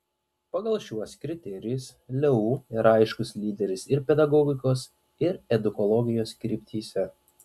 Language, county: Lithuanian, Panevėžys